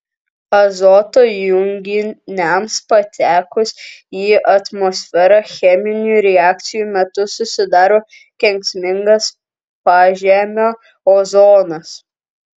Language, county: Lithuanian, Kaunas